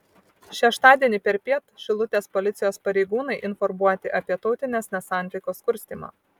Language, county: Lithuanian, Vilnius